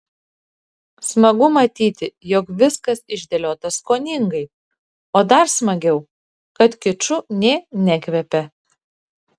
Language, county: Lithuanian, Šiauliai